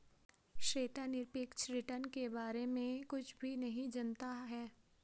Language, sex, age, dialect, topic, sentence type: Hindi, female, 18-24, Garhwali, banking, statement